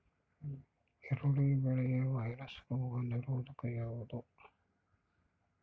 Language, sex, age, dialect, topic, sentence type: Kannada, male, 51-55, Central, agriculture, question